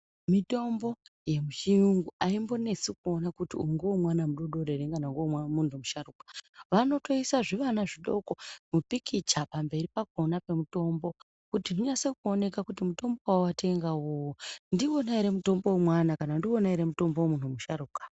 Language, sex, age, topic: Ndau, female, 36-49, health